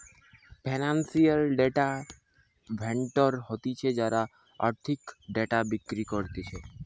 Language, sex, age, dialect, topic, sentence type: Bengali, male, 18-24, Western, banking, statement